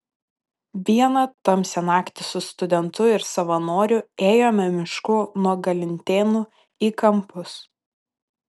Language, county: Lithuanian, Panevėžys